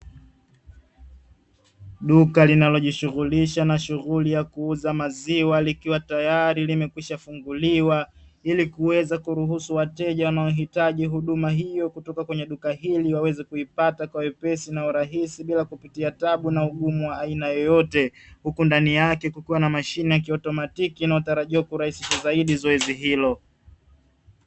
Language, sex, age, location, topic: Swahili, male, 25-35, Dar es Salaam, finance